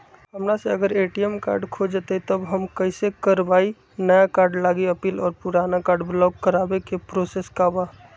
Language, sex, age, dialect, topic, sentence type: Magahi, male, 60-100, Western, banking, question